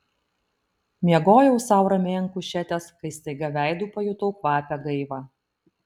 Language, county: Lithuanian, Vilnius